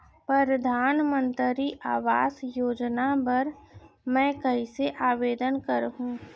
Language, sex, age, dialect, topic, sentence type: Chhattisgarhi, female, 60-100, Central, banking, question